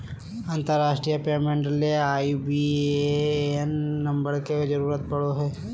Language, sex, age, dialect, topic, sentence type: Magahi, male, 18-24, Southern, banking, statement